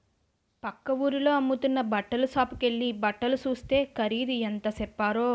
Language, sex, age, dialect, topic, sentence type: Telugu, female, 25-30, Utterandhra, banking, statement